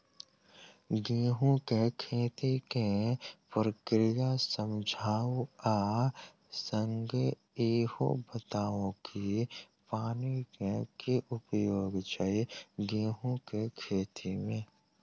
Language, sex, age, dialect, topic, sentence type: Maithili, male, 18-24, Southern/Standard, agriculture, question